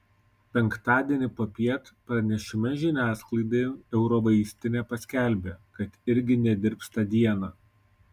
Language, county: Lithuanian, Kaunas